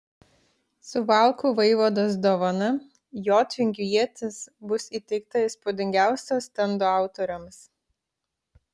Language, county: Lithuanian, Klaipėda